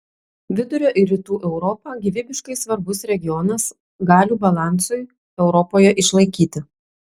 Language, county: Lithuanian, Klaipėda